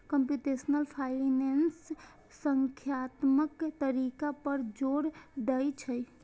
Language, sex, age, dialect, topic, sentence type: Maithili, female, 18-24, Eastern / Thethi, banking, statement